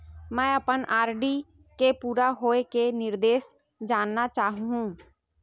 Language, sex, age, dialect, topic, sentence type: Chhattisgarhi, female, 18-24, Western/Budati/Khatahi, banking, statement